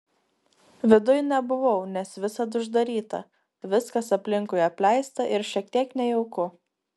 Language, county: Lithuanian, Klaipėda